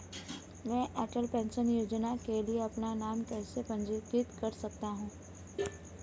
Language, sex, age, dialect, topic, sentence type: Hindi, female, 18-24, Marwari Dhudhari, banking, question